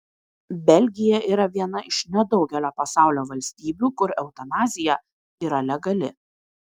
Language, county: Lithuanian, Kaunas